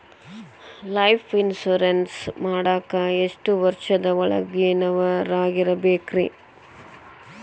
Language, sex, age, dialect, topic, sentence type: Kannada, male, 18-24, Dharwad Kannada, banking, question